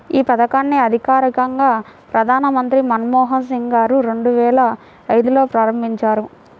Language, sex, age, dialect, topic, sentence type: Telugu, female, 60-100, Central/Coastal, banking, statement